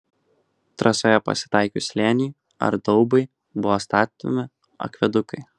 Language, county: Lithuanian, Kaunas